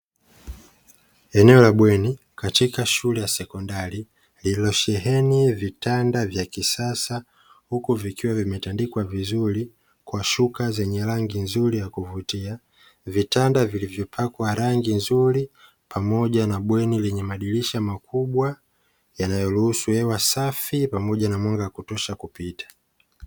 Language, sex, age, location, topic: Swahili, male, 25-35, Dar es Salaam, education